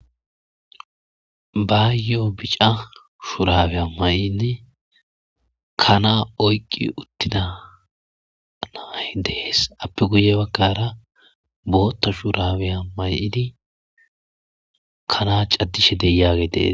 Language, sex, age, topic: Gamo, male, 25-35, agriculture